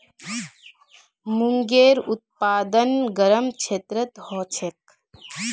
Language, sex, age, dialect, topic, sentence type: Magahi, female, 18-24, Northeastern/Surjapuri, agriculture, statement